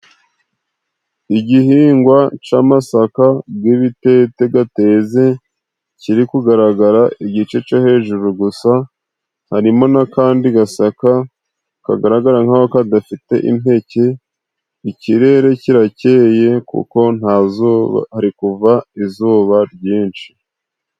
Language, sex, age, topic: Kinyarwanda, male, 25-35, government